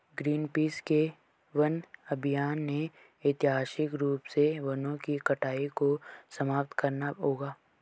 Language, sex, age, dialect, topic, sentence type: Hindi, male, 25-30, Garhwali, agriculture, statement